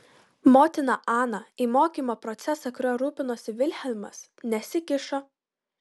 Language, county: Lithuanian, Kaunas